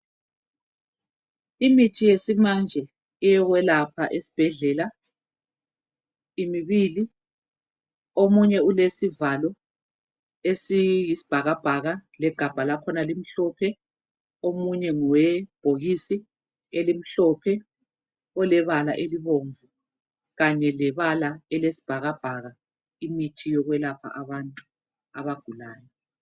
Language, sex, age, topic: North Ndebele, female, 36-49, health